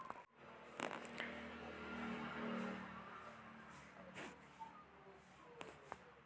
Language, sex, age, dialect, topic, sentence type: Chhattisgarhi, female, 25-30, Northern/Bhandar, agriculture, question